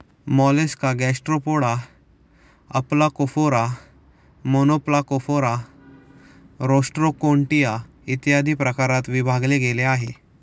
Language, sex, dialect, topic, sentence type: Marathi, male, Standard Marathi, agriculture, statement